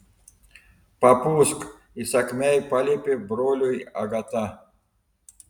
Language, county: Lithuanian, Telšiai